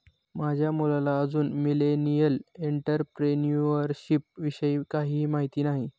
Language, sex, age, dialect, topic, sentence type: Marathi, male, 18-24, Standard Marathi, banking, statement